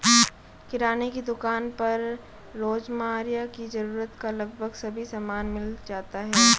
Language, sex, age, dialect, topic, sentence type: Hindi, female, 18-24, Marwari Dhudhari, agriculture, statement